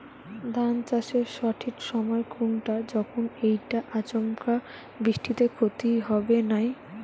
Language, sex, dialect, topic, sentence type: Bengali, female, Rajbangshi, agriculture, question